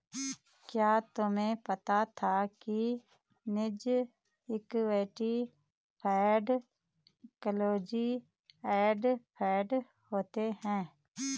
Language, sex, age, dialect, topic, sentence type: Hindi, female, 36-40, Garhwali, banking, statement